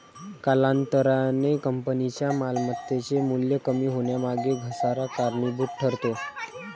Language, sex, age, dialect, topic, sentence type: Marathi, female, 46-50, Varhadi, banking, statement